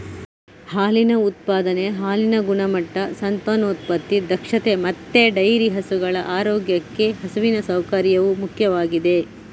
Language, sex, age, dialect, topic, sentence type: Kannada, female, 25-30, Coastal/Dakshin, agriculture, statement